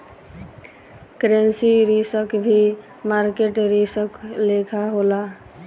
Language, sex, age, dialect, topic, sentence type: Bhojpuri, female, 18-24, Southern / Standard, banking, statement